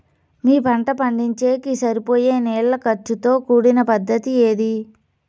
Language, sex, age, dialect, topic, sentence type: Telugu, female, 25-30, Southern, agriculture, question